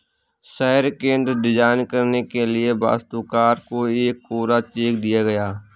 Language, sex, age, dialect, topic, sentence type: Hindi, male, 18-24, Awadhi Bundeli, banking, statement